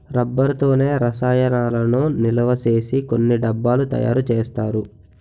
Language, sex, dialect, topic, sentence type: Telugu, male, Utterandhra, agriculture, statement